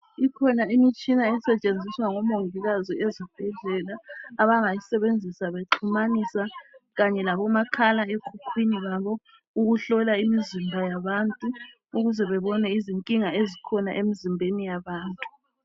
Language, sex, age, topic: North Ndebele, female, 25-35, health